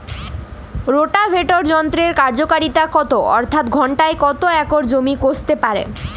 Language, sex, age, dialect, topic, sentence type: Bengali, female, 18-24, Jharkhandi, agriculture, question